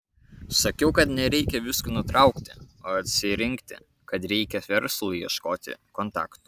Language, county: Lithuanian, Kaunas